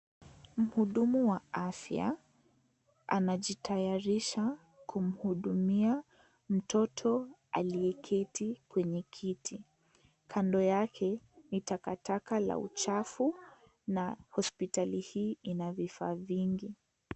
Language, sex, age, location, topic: Swahili, female, 18-24, Kisii, health